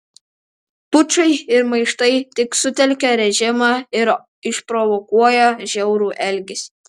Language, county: Lithuanian, Alytus